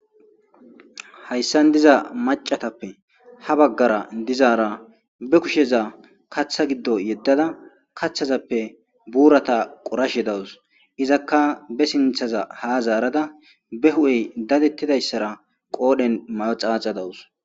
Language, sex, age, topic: Gamo, male, 25-35, agriculture